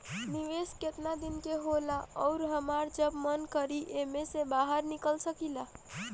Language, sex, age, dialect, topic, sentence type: Bhojpuri, female, 18-24, Northern, banking, question